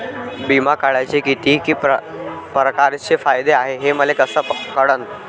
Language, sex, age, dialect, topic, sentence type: Marathi, male, 25-30, Varhadi, banking, question